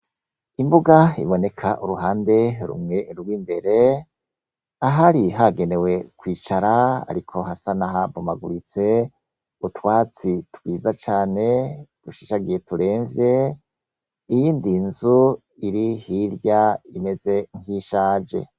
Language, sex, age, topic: Rundi, male, 36-49, education